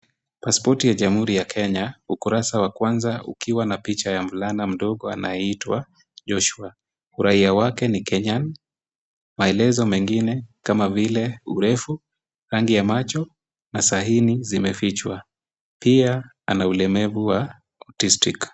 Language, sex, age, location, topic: Swahili, male, 25-35, Kisumu, government